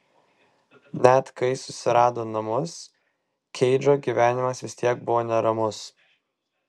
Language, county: Lithuanian, Vilnius